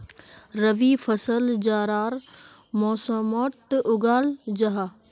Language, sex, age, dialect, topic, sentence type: Magahi, female, 31-35, Northeastern/Surjapuri, agriculture, statement